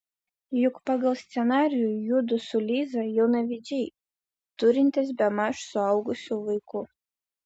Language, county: Lithuanian, Vilnius